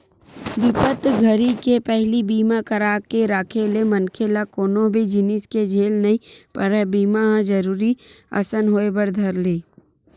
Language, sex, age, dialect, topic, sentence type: Chhattisgarhi, female, 41-45, Western/Budati/Khatahi, banking, statement